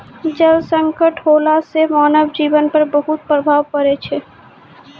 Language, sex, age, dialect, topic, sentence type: Maithili, female, 18-24, Angika, agriculture, statement